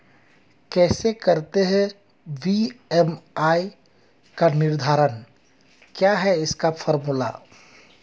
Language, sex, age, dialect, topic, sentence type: Hindi, male, 31-35, Hindustani Malvi Khadi Boli, agriculture, question